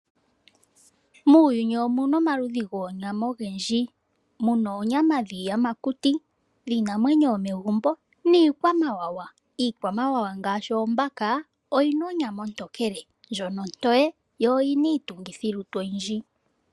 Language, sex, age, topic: Oshiwambo, female, 18-24, agriculture